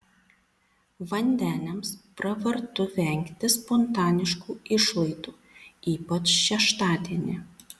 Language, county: Lithuanian, Panevėžys